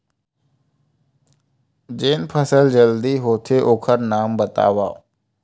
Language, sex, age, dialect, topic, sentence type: Chhattisgarhi, male, 25-30, Western/Budati/Khatahi, agriculture, question